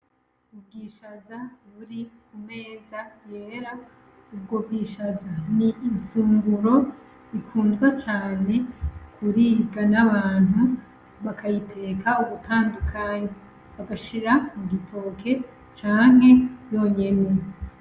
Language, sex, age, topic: Rundi, female, 25-35, agriculture